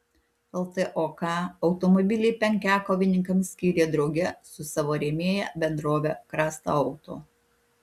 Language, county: Lithuanian, Alytus